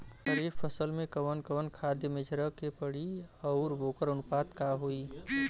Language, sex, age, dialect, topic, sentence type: Bhojpuri, male, 31-35, Western, agriculture, question